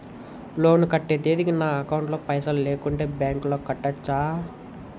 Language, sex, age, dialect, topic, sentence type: Telugu, male, 18-24, Telangana, banking, question